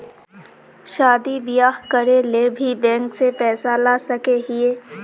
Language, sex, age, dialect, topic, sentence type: Magahi, female, 18-24, Northeastern/Surjapuri, banking, question